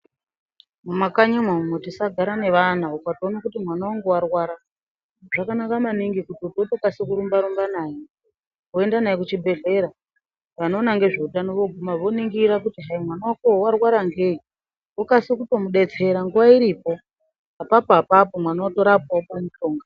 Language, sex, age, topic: Ndau, female, 25-35, health